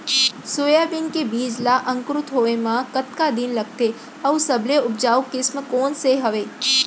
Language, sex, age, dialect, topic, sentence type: Chhattisgarhi, female, 25-30, Central, agriculture, question